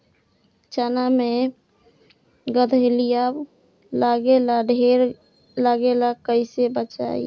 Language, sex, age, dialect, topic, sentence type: Bhojpuri, female, 18-24, Northern, agriculture, question